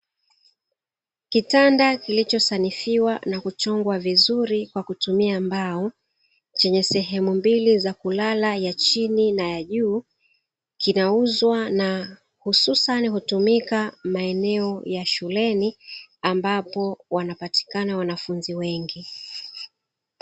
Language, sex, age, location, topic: Swahili, female, 36-49, Dar es Salaam, finance